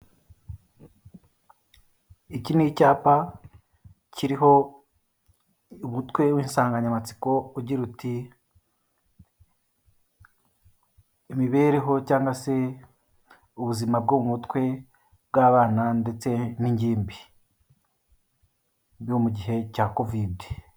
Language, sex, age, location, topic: Kinyarwanda, male, 36-49, Kigali, health